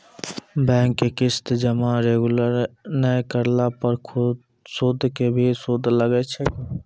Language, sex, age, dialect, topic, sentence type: Maithili, male, 18-24, Angika, banking, question